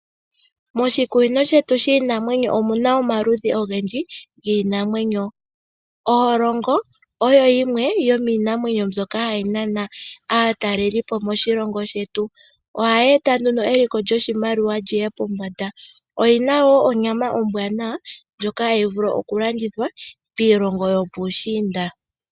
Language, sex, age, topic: Oshiwambo, female, 25-35, agriculture